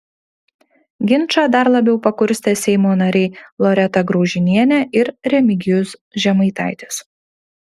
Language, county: Lithuanian, Panevėžys